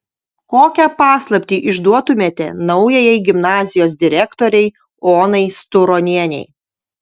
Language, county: Lithuanian, Utena